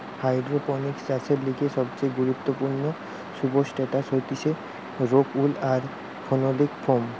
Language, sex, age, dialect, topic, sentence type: Bengali, male, 18-24, Western, agriculture, statement